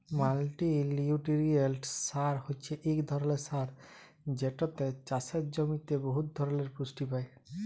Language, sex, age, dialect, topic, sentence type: Bengali, male, 31-35, Jharkhandi, agriculture, statement